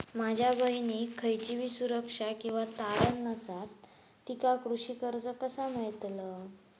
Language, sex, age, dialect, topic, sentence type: Marathi, female, 18-24, Southern Konkan, agriculture, statement